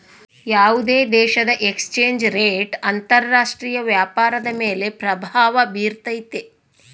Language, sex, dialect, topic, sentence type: Kannada, female, Central, banking, statement